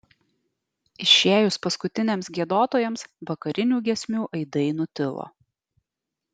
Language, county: Lithuanian, Alytus